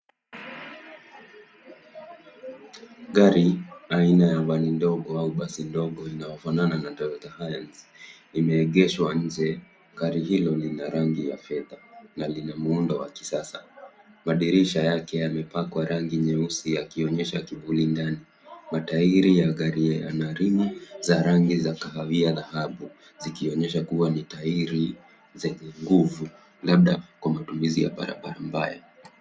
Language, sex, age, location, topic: Swahili, male, 25-35, Nairobi, finance